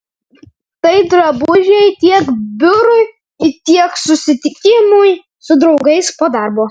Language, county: Lithuanian, Vilnius